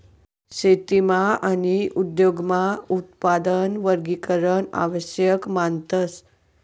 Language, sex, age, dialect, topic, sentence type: Marathi, male, 18-24, Northern Konkan, agriculture, statement